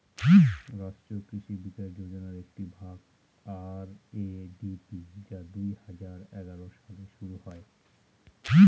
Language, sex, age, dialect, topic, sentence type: Bengali, male, 31-35, Northern/Varendri, agriculture, statement